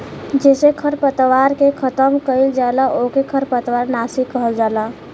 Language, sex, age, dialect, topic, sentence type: Bhojpuri, female, 18-24, Western, agriculture, statement